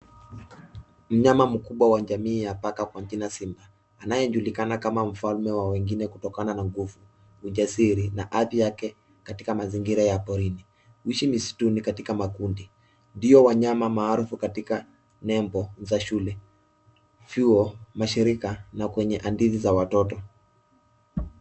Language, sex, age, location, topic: Swahili, male, 18-24, Nairobi, government